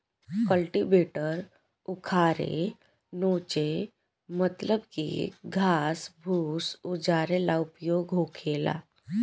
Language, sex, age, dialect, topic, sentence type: Bhojpuri, female, 18-24, Southern / Standard, agriculture, statement